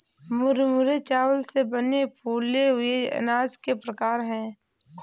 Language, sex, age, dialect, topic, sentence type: Hindi, female, 18-24, Awadhi Bundeli, agriculture, statement